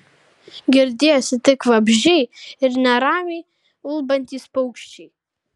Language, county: Lithuanian, Kaunas